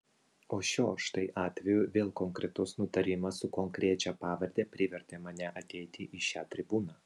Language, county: Lithuanian, Vilnius